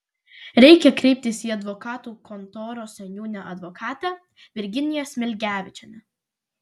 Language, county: Lithuanian, Vilnius